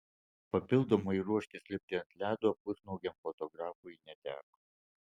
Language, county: Lithuanian, Alytus